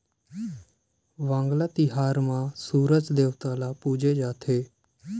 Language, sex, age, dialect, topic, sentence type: Chhattisgarhi, male, 18-24, Western/Budati/Khatahi, agriculture, statement